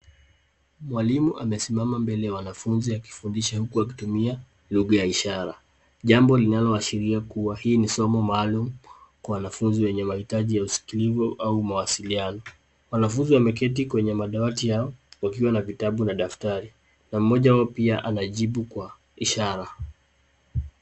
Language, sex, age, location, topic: Swahili, female, 50+, Nairobi, education